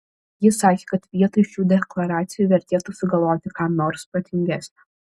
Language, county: Lithuanian, Šiauliai